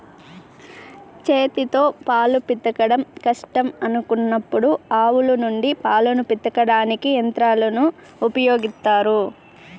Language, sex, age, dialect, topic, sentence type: Telugu, female, 18-24, Southern, agriculture, statement